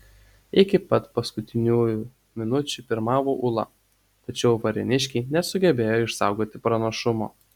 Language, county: Lithuanian, Utena